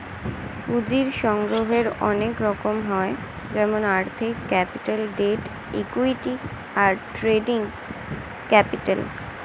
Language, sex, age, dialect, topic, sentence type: Bengali, female, 18-24, Standard Colloquial, banking, statement